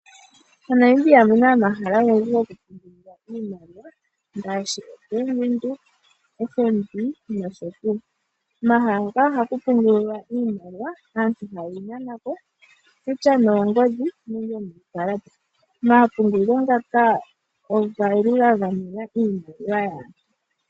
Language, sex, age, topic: Oshiwambo, female, 18-24, finance